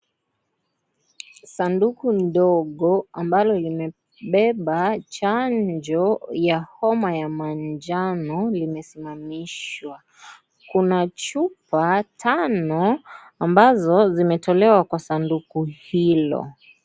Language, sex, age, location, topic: Swahili, female, 18-24, Kisii, health